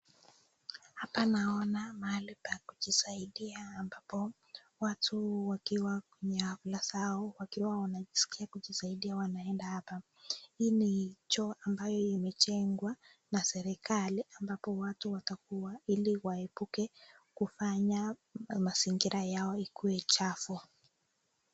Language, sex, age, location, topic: Swahili, female, 18-24, Nakuru, health